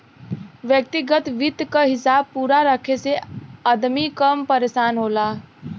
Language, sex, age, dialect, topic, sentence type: Bhojpuri, female, 18-24, Western, banking, statement